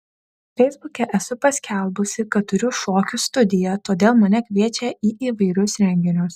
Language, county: Lithuanian, Šiauliai